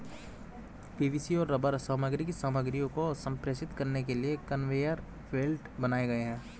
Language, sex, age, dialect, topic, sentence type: Hindi, male, 18-24, Hindustani Malvi Khadi Boli, agriculture, statement